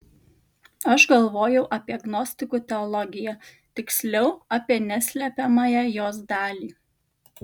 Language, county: Lithuanian, Kaunas